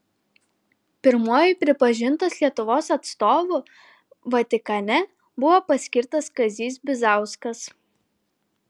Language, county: Lithuanian, Klaipėda